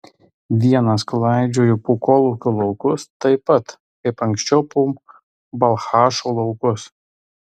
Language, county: Lithuanian, Tauragė